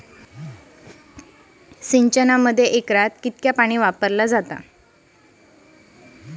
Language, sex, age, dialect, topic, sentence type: Marathi, female, 25-30, Standard Marathi, agriculture, question